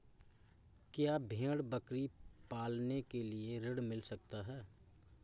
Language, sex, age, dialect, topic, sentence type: Hindi, male, 25-30, Awadhi Bundeli, banking, question